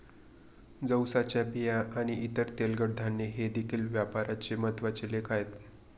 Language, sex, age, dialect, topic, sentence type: Marathi, male, 25-30, Northern Konkan, agriculture, statement